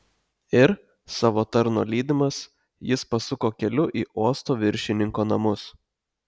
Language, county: Lithuanian, Telšiai